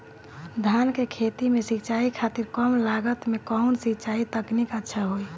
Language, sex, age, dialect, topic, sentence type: Bhojpuri, female, 25-30, Northern, agriculture, question